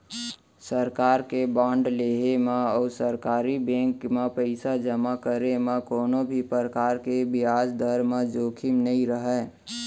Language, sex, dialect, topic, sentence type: Chhattisgarhi, male, Central, banking, statement